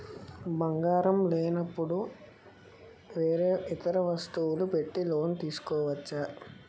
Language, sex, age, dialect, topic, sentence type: Telugu, male, 25-30, Utterandhra, banking, question